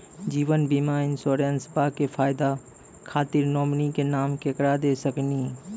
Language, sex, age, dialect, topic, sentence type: Maithili, male, 25-30, Angika, banking, question